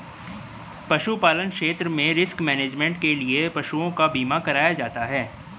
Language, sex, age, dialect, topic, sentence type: Hindi, male, 18-24, Hindustani Malvi Khadi Boli, agriculture, statement